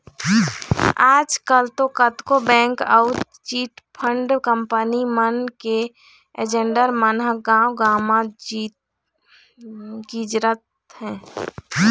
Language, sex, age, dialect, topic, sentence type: Chhattisgarhi, female, 25-30, Eastern, banking, statement